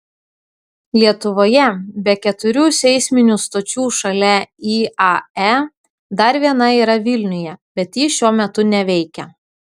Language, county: Lithuanian, Klaipėda